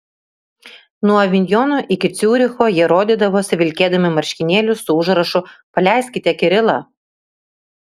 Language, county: Lithuanian, Kaunas